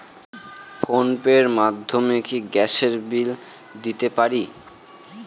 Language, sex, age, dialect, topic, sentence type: Bengali, male, 18-24, Northern/Varendri, banking, question